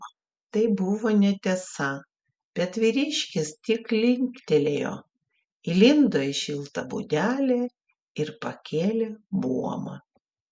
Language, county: Lithuanian, Klaipėda